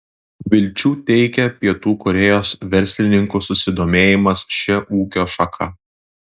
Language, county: Lithuanian, Klaipėda